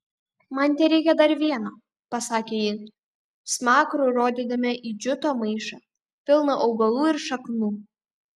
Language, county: Lithuanian, Šiauliai